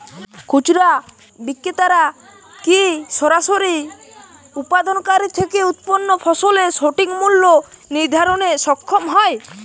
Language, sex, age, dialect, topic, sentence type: Bengali, male, <18, Jharkhandi, agriculture, question